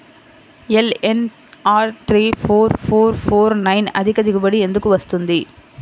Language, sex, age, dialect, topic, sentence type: Telugu, female, 25-30, Central/Coastal, agriculture, question